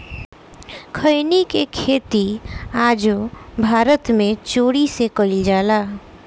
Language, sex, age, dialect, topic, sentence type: Bhojpuri, female, 25-30, Southern / Standard, agriculture, statement